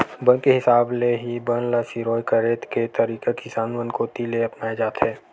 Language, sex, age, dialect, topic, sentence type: Chhattisgarhi, male, 51-55, Western/Budati/Khatahi, agriculture, statement